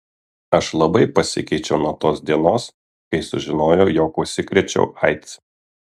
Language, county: Lithuanian, Kaunas